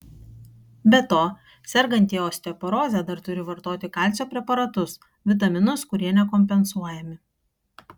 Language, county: Lithuanian, Kaunas